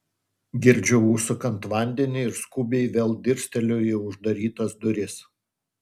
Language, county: Lithuanian, Utena